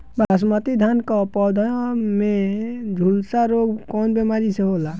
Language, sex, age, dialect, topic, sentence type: Bhojpuri, male, 18-24, Northern, agriculture, question